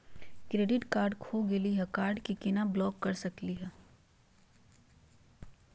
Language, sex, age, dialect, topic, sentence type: Magahi, female, 31-35, Southern, banking, question